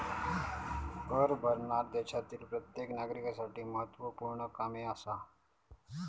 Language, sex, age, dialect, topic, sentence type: Marathi, male, 31-35, Southern Konkan, banking, statement